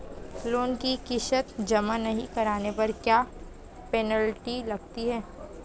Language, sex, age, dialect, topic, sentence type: Hindi, female, 18-24, Marwari Dhudhari, banking, question